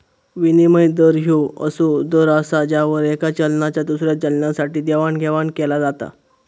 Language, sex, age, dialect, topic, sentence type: Marathi, male, 18-24, Southern Konkan, banking, statement